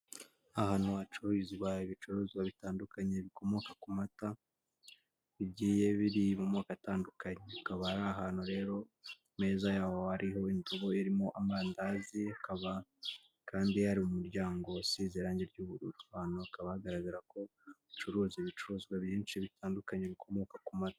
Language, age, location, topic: Kinyarwanda, 25-35, Kigali, finance